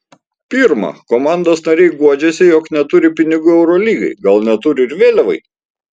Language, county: Lithuanian, Vilnius